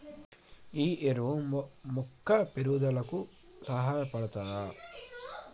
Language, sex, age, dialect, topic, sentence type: Telugu, male, 18-24, Telangana, agriculture, question